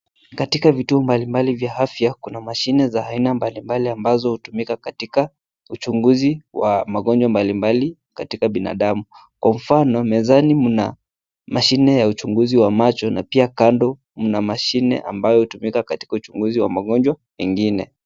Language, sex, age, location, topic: Swahili, male, 18-24, Nairobi, health